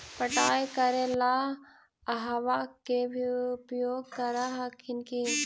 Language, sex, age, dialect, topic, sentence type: Magahi, female, 18-24, Central/Standard, agriculture, question